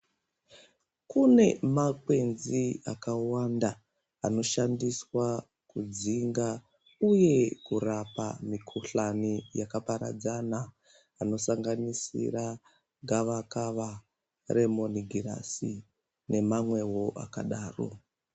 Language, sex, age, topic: Ndau, female, 36-49, health